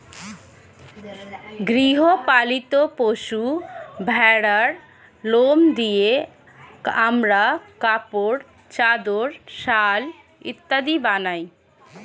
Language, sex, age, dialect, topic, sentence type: Bengali, female, 25-30, Standard Colloquial, agriculture, statement